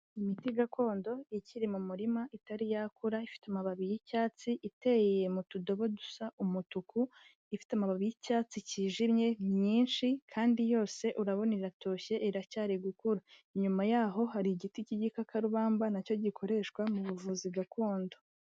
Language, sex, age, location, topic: Kinyarwanda, female, 18-24, Kigali, health